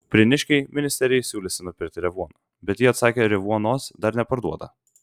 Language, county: Lithuanian, Vilnius